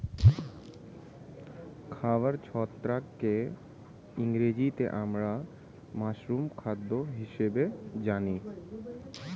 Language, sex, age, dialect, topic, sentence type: Bengali, male, 18-24, Standard Colloquial, agriculture, statement